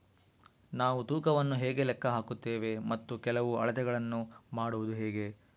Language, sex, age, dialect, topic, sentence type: Kannada, male, 46-50, Central, agriculture, question